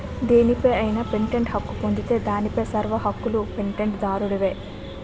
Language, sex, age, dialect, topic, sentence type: Telugu, female, 18-24, Utterandhra, banking, statement